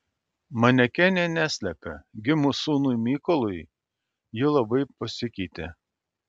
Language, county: Lithuanian, Alytus